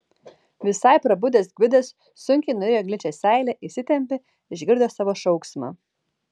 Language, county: Lithuanian, Vilnius